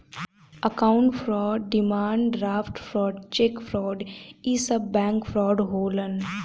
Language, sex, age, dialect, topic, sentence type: Bhojpuri, female, 18-24, Western, banking, statement